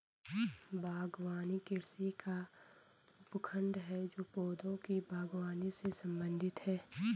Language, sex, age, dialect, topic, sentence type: Hindi, female, 25-30, Garhwali, agriculture, statement